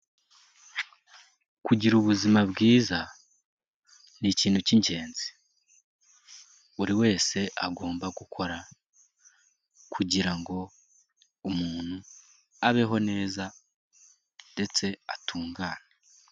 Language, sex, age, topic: Kinyarwanda, male, 18-24, health